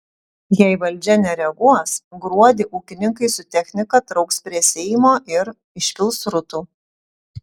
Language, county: Lithuanian, Utena